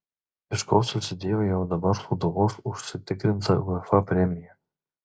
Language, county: Lithuanian, Marijampolė